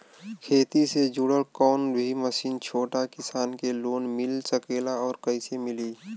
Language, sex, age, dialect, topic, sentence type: Bhojpuri, male, 18-24, Western, agriculture, question